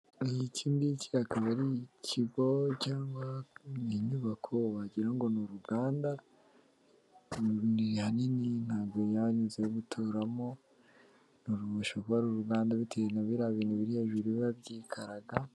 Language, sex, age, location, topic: Kinyarwanda, female, 18-24, Kigali, government